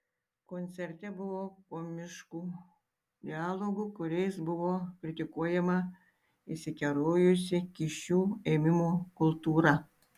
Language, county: Lithuanian, Tauragė